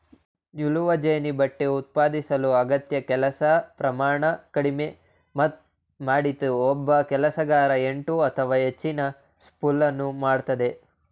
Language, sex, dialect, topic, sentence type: Kannada, male, Mysore Kannada, agriculture, statement